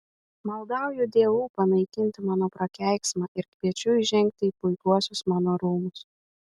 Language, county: Lithuanian, Vilnius